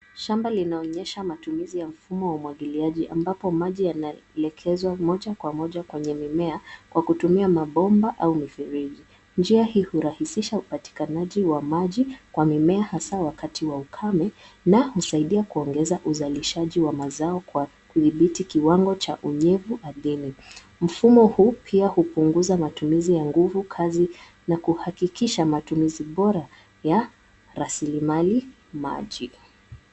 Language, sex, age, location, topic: Swahili, female, 18-24, Nairobi, agriculture